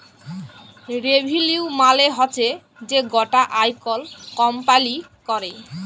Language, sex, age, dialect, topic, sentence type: Bengali, female, 18-24, Jharkhandi, banking, statement